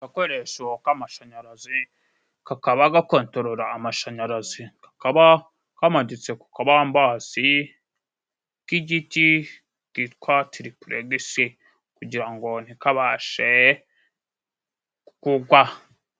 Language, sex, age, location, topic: Kinyarwanda, male, 25-35, Musanze, government